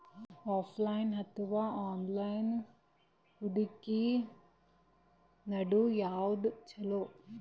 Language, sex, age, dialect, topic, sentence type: Kannada, female, 18-24, Northeastern, banking, question